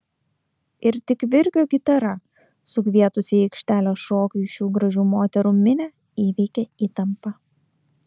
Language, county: Lithuanian, Kaunas